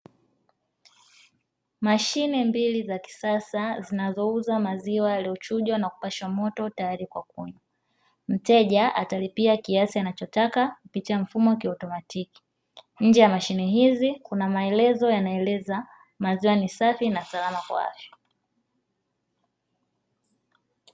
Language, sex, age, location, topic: Swahili, female, 25-35, Dar es Salaam, finance